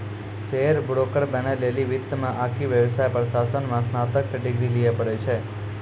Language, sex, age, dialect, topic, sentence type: Maithili, male, 25-30, Angika, banking, statement